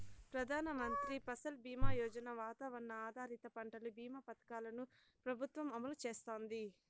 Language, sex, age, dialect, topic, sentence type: Telugu, female, 60-100, Southern, agriculture, statement